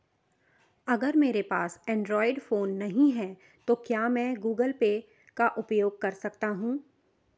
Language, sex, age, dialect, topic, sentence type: Hindi, female, 31-35, Marwari Dhudhari, banking, question